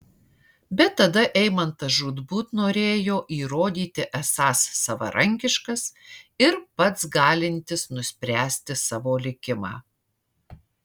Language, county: Lithuanian, Marijampolė